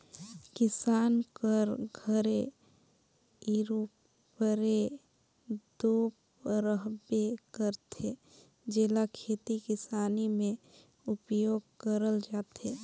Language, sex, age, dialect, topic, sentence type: Chhattisgarhi, female, 18-24, Northern/Bhandar, agriculture, statement